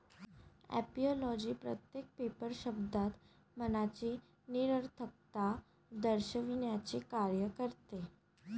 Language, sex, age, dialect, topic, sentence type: Marathi, female, 51-55, Varhadi, agriculture, statement